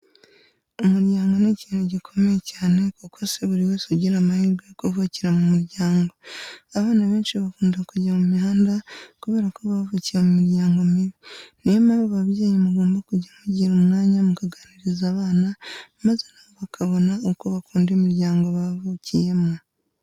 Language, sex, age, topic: Kinyarwanda, female, 25-35, education